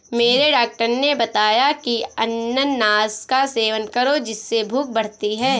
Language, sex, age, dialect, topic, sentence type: Hindi, female, 25-30, Awadhi Bundeli, agriculture, statement